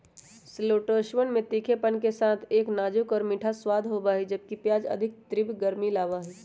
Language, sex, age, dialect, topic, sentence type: Magahi, female, 18-24, Western, agriculture, statement